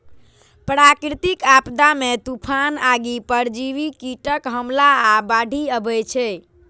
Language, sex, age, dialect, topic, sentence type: Maithili, female, 18-24, Eastern / Thethi, agriculture, statement